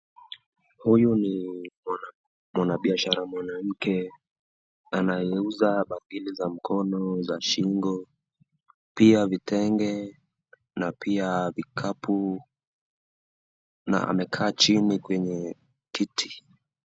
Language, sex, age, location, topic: Swahili, male, 18-24, Nakuru, finance